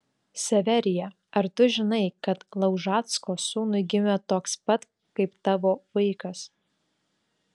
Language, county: Lithuanian, Klaipėda